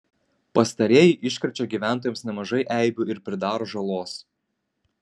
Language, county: Lithuanian, Kaunas